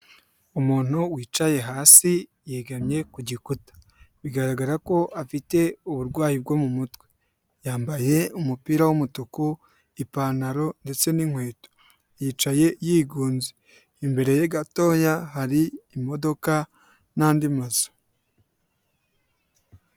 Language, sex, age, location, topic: Kinyarwanda, male, 25-35, Huye, health